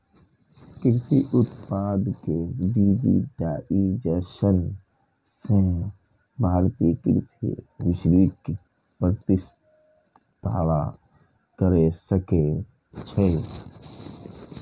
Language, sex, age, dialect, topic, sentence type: Maithili, male, 25-30, Eastern / Thethi, agriculture, statement